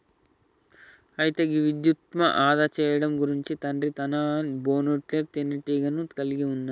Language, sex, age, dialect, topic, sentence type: Telugu, male, 51-55, Telangana, agriculture, statement